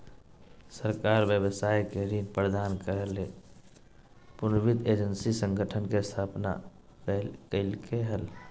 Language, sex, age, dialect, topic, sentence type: Magahi, male, 18-24, Southern, banking, statement